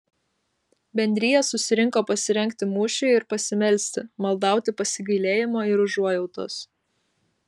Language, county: Lithuanian, Vilnius